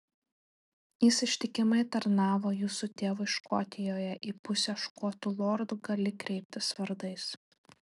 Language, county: Lithuanian, Telšiai